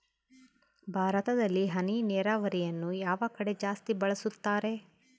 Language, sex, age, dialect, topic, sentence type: Kannada, female, 31-35, Central, agriculture, question